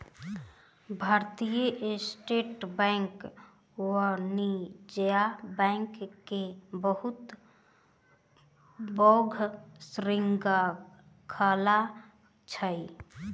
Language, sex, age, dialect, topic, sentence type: Maithili, female, 18-24, Southern/Standard, banking, statement